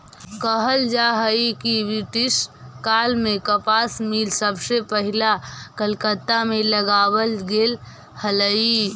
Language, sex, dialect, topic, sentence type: Magahi, female, Central/Standard, agriculture, statement